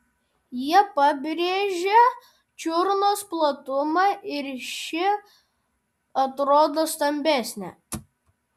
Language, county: Lithuanian, Vilnius